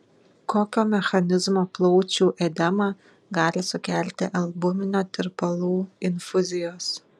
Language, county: Lithuanian, Šiauliai